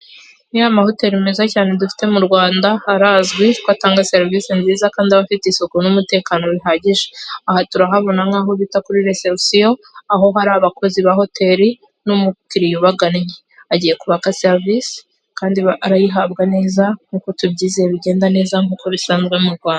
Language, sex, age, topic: Kinyarwanda, female, 18-24, finance